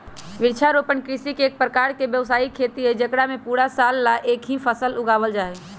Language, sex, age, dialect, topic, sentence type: Magahi, male, 18-24, Western, agriculture, statement